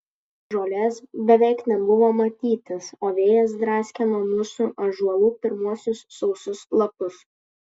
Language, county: Lithuanian, Kaunas